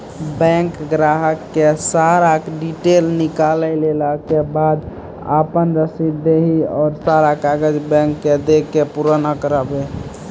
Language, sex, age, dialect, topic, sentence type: Maithili, male, 18-24, Angika, banking, question